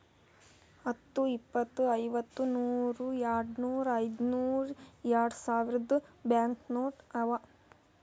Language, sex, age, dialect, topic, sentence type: Kannada, female, 18-24, Northeastern, banking, statement